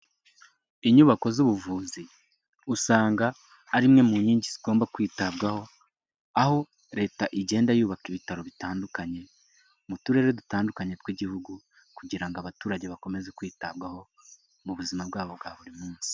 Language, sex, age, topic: Kinyarwanda, male, 18-24, health